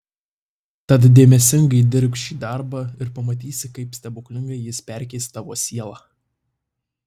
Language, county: Lithuanian, Tauragė